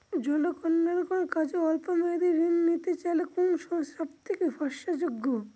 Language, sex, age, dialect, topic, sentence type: Bengali, male, 46-50, Northern/Varendri, banking, question